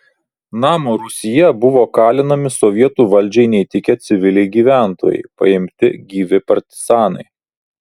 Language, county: Lithuanian, Vilnius